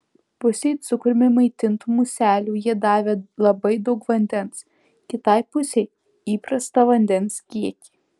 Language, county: Lithuanian, Alytus